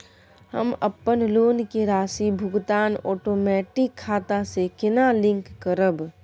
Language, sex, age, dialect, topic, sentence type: Maithili, female, 25-30, Bajjika, banking, question